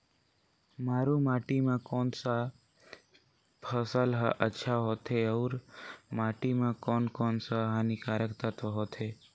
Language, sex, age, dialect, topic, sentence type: Chhattisgarhi, male, 46-50, Northern/Bhandar, agriculture, question